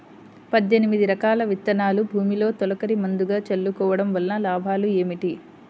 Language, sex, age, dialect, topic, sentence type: Telugu, female, 25-30, Central/Coastal, agriculture, question